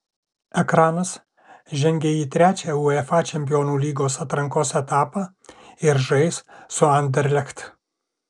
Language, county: Lithuanian, Alytus